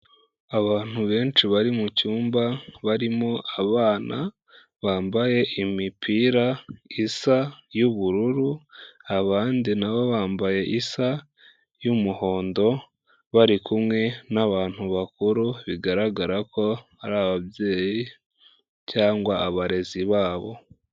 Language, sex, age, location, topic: Kinyarwanda, female, 25-35, Kigali, health